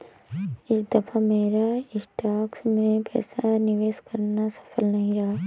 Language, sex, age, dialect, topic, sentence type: Hindi, female, 18-24, Awadhi Bundeli, banking, statement